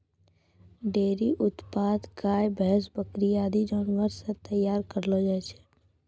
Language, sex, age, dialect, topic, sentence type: Maithili, female, 18-24, Angika, agriculture, statement